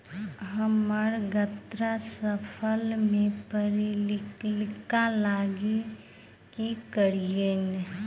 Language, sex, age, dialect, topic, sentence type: Maithili, female, 25-30, Southern/Standard, agriculture, question